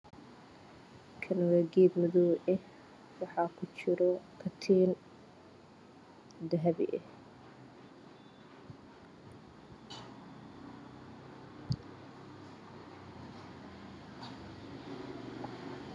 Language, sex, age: Somali, female, 25-35